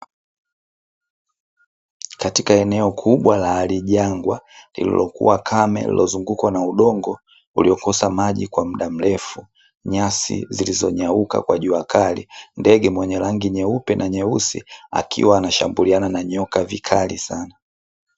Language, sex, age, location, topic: Swahili, male, 18-24, Dar es Salaam, agriculture